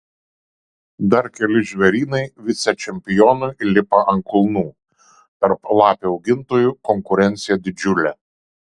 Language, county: Lithuanian, Šiauliai